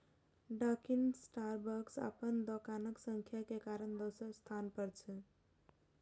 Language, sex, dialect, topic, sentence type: Maithili, female, Eastern / Thethi, agriculture, statement